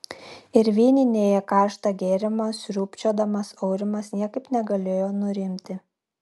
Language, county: Lithuanian, Klaipėda